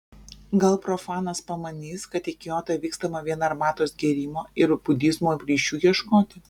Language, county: Lithuanian, Vilnius